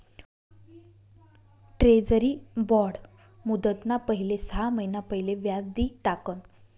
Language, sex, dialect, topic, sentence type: Marathi, female, Northern Konkan, banking, statement